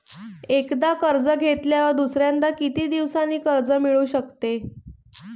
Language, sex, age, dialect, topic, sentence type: Marathi, female, 25-30, Northern Konkan, banking, question